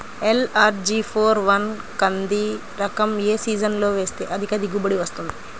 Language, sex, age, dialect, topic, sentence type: Telugu, female, 25-30, Central/Coastal, agriculture, question